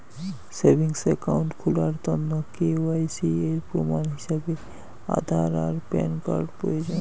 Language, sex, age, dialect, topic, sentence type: Bengali, male, 31-35, Rajbangshi, banking, statement